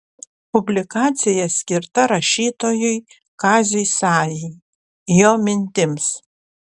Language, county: Lithuanian, Panevėžys